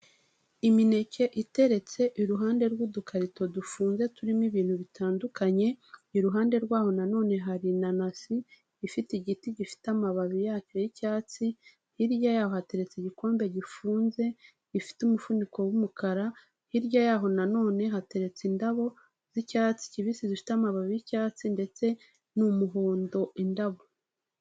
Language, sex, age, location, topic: Kinyarwanda, female, 36-49, Kigali, health